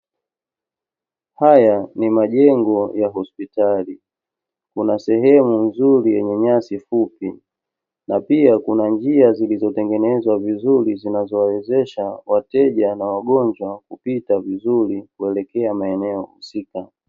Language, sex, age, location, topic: Swahili, male, 36-49, Dar es Salaam, health